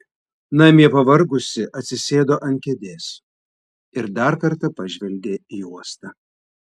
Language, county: Lithuanian, Vilnius